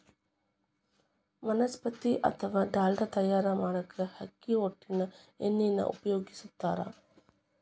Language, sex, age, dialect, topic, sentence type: Kannada, female, 25-30, Dharwad Kannada, agriculture, statement